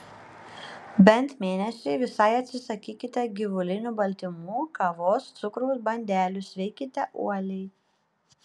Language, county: Lithuanian, Panevėžys